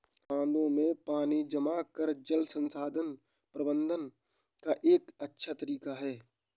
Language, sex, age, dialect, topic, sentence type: Hindi, male, 18-24, Awadhi Bundeli, agriculture, statement